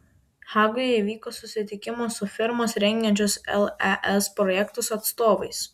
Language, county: Lithuanian, Vilnius